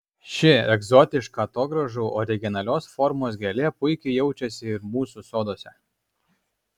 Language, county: Lithuanian, Alytus